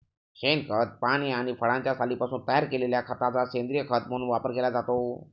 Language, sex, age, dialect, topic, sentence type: Marathi, male, 36-40, Standard Marathi, agriculture, statement